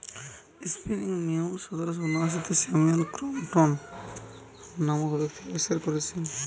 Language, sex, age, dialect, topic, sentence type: Bengali, male, 18-24, Western, agriculture, statement